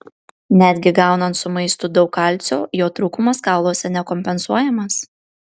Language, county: Lithuanian, Kaunas